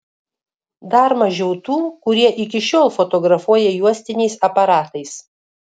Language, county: Lithuanian, Kaunas